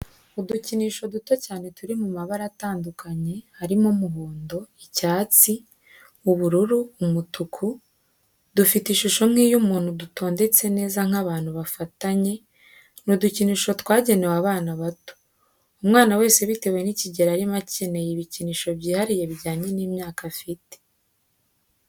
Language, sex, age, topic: Kinyarwanda, female, 18-24, education